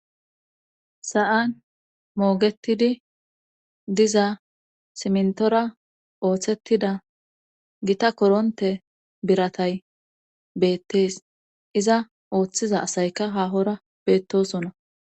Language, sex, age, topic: Gamo, female, 18-24, government